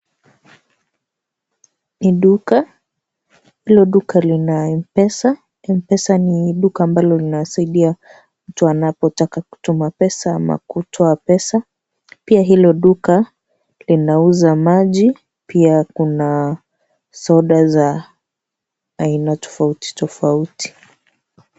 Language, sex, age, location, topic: Swahili, female, 25-35, Kisii, finance